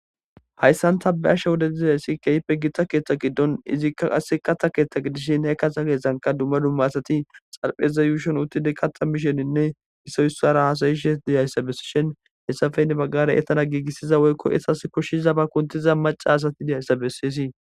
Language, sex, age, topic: Gamo, male, 18-24, government